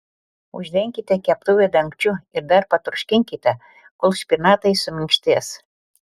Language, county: Lithuanian, Telšiai